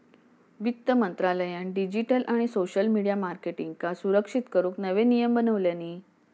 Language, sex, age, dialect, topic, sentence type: Marathi, female, 56-60, Southern Konkan, banking, statement